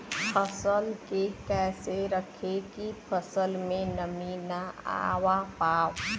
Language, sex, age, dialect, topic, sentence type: Bhojpuri, female, 18-24, Western, agriculture, question